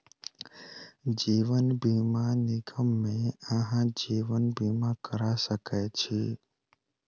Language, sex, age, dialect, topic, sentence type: Maithili, male, 18-24, Southern/Standard, banking, statement